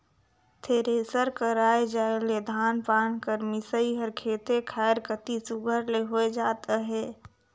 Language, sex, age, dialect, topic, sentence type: Chhattisgarhi, female, 41-45, Northern/Bhandar, agriculture, statement